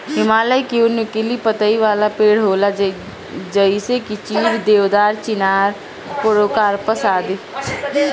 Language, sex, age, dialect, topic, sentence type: Bhojpuri, female, 18-24, Northern, agriculture, statement